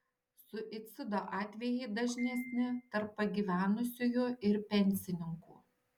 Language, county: Lithuanian, Šiauliai